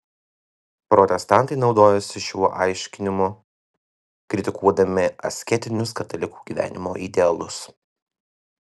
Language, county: Lithuanian, Vilnius